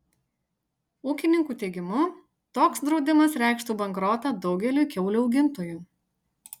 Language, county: Lithuanian, Utena